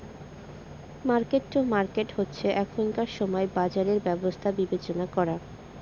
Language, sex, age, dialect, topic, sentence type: Bengali, female, 18-24, Northern/Varendri, banking, statement